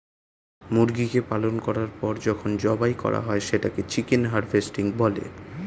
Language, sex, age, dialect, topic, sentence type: Bengali, male, 18-24, Standard Colloquial, agriculture, statement